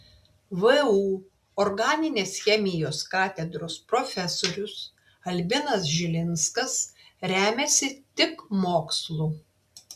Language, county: Lithuanian, Klaipėda